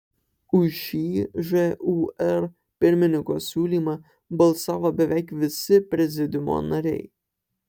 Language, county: Lithuanian, Alytus